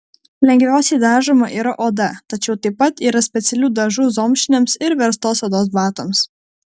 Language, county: Lithuanian, Vilnius